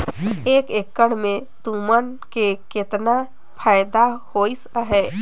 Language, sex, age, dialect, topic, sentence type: Chhattisgarhi, female, 18-24, Northern/Bhandar, banking, statement